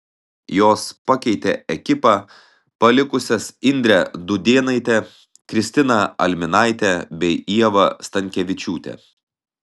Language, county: Lithuanian, Telšiai